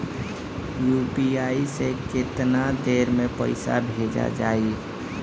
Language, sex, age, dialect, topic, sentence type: Bhojpuri, female, 18-24, Northern, banking, question